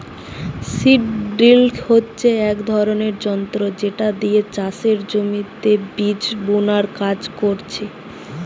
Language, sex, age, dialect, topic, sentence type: Bengali, female, 18-24, Western, agriculture, statement